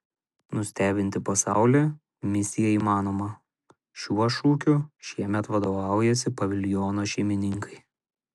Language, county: Lithuanian, Šiauliai